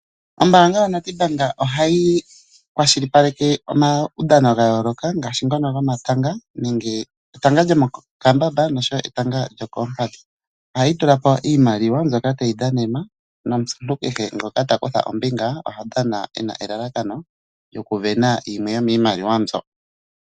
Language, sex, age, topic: Oshiwambo, male, 25-35, finance